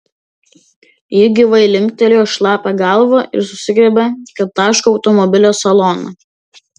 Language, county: Lithuanian, Vilnius